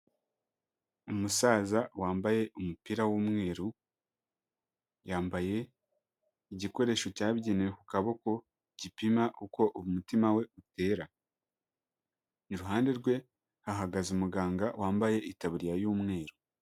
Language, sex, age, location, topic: Kinyarwanda, male, 18-24, Huye, health